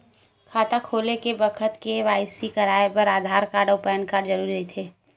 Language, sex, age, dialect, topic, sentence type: Chhattisgarhi, female, 51-55, Western/Budati/Khatahi, banking, statement